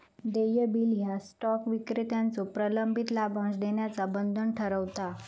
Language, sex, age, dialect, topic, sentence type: Marathi, female, 18-24, Southern Konkan, banking, statement